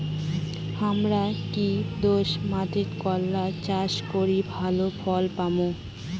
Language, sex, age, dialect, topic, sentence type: Bengali, female, 18-24, Rajbangshi, agriculture, question